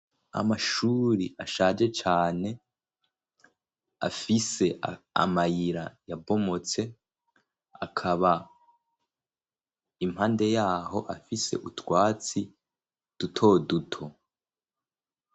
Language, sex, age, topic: Rundi, female, 18-24, education